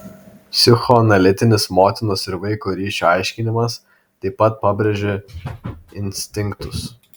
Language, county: Lithuanian, Vilnius